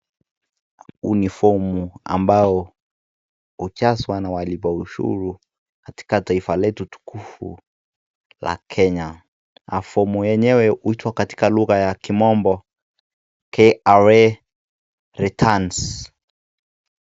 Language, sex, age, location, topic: Swahili, male, 18-24, Nakuru, finance